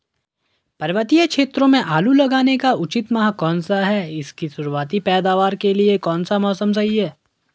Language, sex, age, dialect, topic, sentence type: Hindi, male, 41-45, Garhwali, agriculture, question